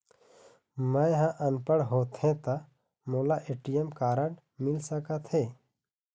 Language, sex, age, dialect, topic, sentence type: Chhattisgarhi, male, 25-30, Eastern, banking, question